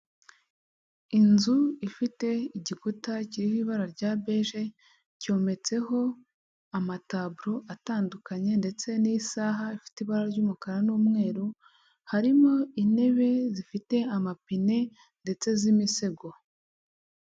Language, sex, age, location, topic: Kinyarwanda, female, 36-49, Huye, health